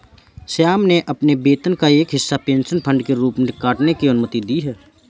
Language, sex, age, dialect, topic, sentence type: Hindi, male, 18-24, Awadhi Bundeli, banking, statement